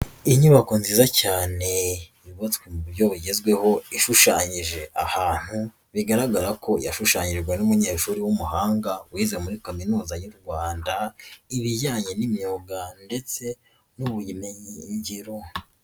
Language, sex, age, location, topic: Kinyarwanda, female, 18-24, Nyagatare, education